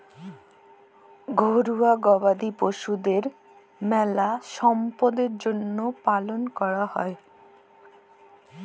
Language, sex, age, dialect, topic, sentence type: Bengali, female, 18-24, Jharkhandi, agriculture, statement